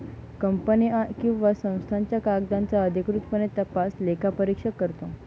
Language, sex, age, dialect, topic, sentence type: Marathi, female, 18-24, Northern Konkan, banking, statement